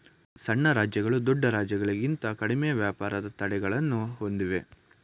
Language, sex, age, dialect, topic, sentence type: Kannada, male, 25-30, Mysore Kannada, banking, statement